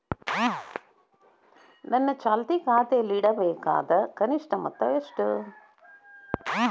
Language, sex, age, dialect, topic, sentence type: Kannada, female, 60-100, Dharwad Kannada, banking, statement